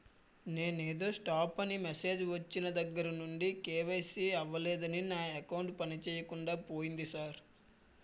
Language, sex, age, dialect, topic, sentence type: Telugu, male, 18-24, Utterandhra, banking, statement